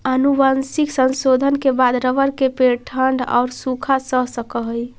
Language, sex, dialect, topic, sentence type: Magahi, female, Central/Standard, banking, statement